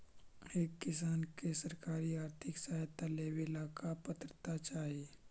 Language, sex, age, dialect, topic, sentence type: Magahi, male, 18-24, Central/Standard, agriculture, question